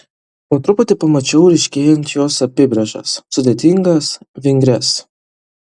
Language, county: Lithuanian, Utena